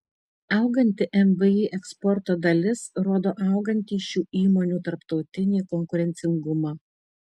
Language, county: Lithuanian, Tauragė